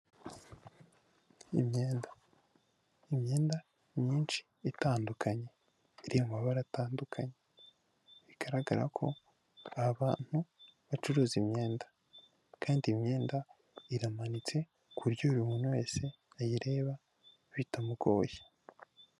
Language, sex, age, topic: Kinyarwanda, female, 18-24, finance